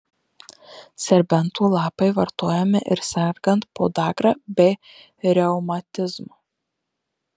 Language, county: Lithuanian, Marijampolė